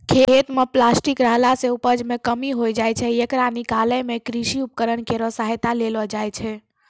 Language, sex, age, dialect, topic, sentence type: Maithili, female, 46-50, Angika, agriculture, statement